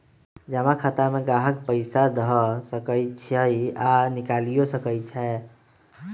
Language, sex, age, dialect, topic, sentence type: Magahi, male, 25-30, Western, banking, statement